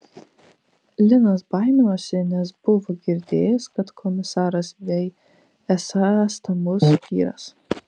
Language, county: Lithuanian, Vilnius